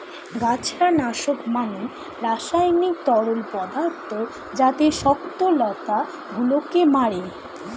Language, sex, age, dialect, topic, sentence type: Bengali, female, 18-24, Standard Colloquial, agriculture, statement